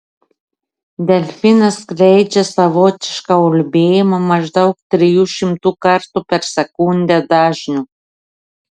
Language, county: Lithuanian, Klaipėda